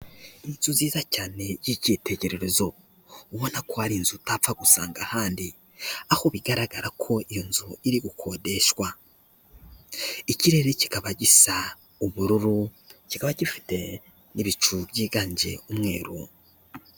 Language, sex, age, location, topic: Kinyarwanda, male, 18-24, Kigali, finance